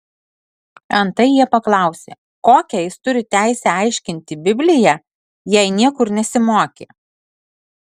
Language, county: Lithuanian, Alytus